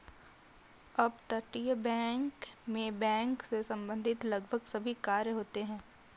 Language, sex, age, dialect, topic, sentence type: Hindi, female, 36-40, Kanauji Braj Bhasha, banking, statement